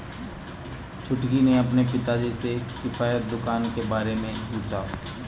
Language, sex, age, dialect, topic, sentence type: Hindi, male, 25-30, Marwari Dhudhari, banking, statement